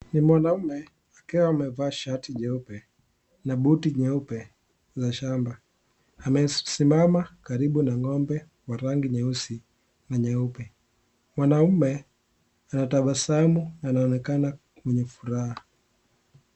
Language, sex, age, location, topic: Swahili, male, 18-24, Kisii, agriculture